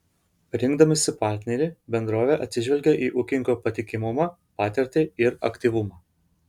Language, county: Lithuanian, Vilnius